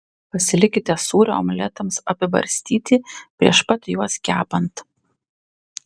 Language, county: Lithuanian, Panevėžys